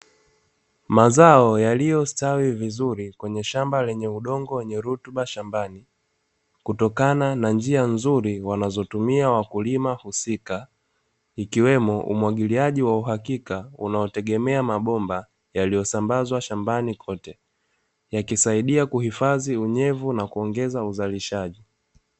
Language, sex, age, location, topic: Swahili, male, 25-35, Dar es Salaam, agriculture